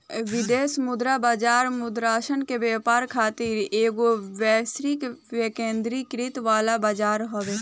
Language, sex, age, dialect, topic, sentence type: Bhojpuri, female, 18-24, Southern / Standard, banking, statement